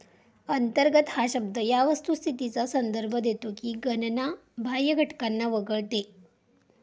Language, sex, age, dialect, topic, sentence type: Marathi, female, 25-30, Southern Konkan, banking, statement